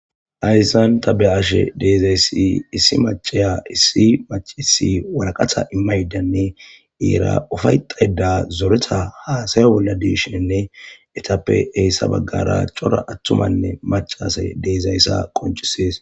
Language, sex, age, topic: Gamo, male, 25-35, government